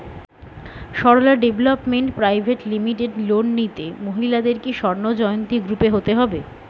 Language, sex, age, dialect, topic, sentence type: Bengali, female, 60-100, Standard Colloquial, banking, question